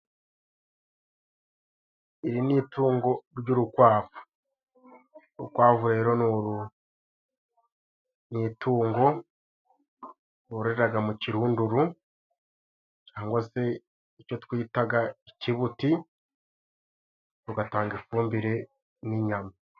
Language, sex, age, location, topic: Kinyarwanda, male, 25-35, Musanze, agriculture